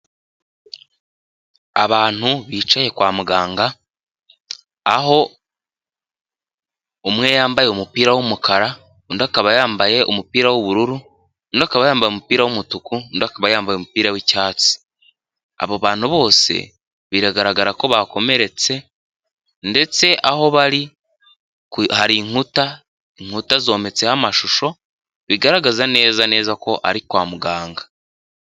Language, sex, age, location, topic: Kinyarwanda, male, 18-24, Huye, health